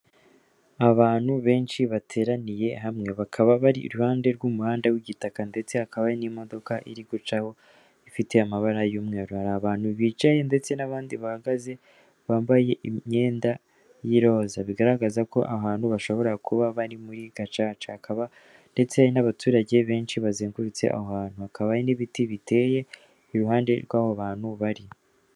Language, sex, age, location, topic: Kinyarwanda, female, 18-24, Kigali, government